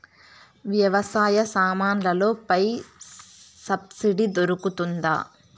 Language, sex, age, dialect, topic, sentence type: Telugu, female, 18-24, Southern, agriculture, question